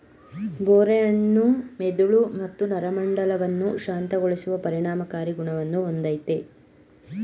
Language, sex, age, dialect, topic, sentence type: Kannada, female, 25-30, Mysore Kannada, agriculture, statement